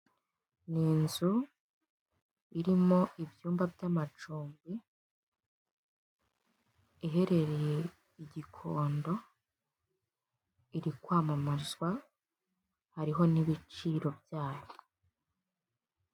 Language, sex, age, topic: Kinyarwanda, female, 18-24, finance